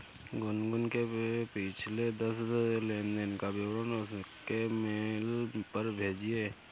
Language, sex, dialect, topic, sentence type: Hindi, male, Kanauji Braj Bhasha, banking, statement